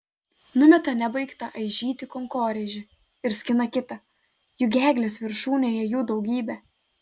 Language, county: Lithuanian, Telšiai